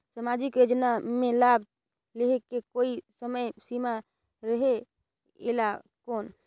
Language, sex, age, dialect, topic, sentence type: Chhattisgarhi, female, 25-30, Northern/Bhandar, banking, question